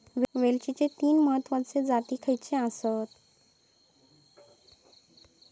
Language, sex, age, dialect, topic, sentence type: Marathi, female, 18-24, Southern Konkan, agriculture, question